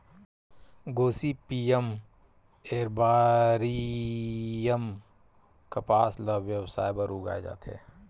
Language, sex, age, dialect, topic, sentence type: Chhattisgarhi, male, 31-35, Western/Budati/Khatahi, agriculture, statement